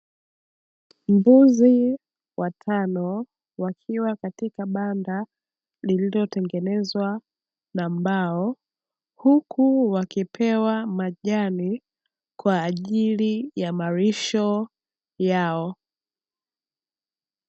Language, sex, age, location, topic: Swahili, female, 18-24, Dar es Salaam, agriculture